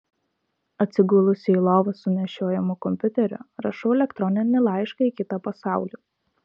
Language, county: Lithuanian, Kaunas